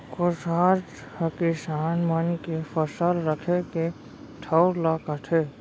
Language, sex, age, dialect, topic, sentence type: Chhattisgarhi, male, 46-50, Central, agriculture, statement